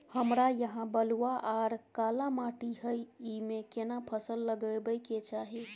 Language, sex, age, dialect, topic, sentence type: Maithili, female, 18-24, Bajjika, agriculture, question